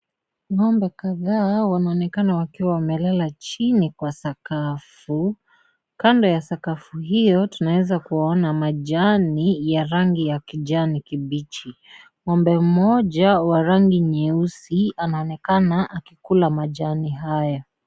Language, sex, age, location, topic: Swahili, female, 18-24, Kisii, agriculture